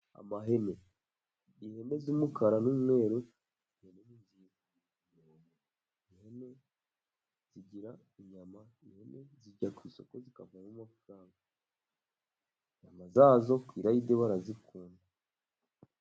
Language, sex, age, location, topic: Kinyarwanda, male, 18-24, Musanze, agriculture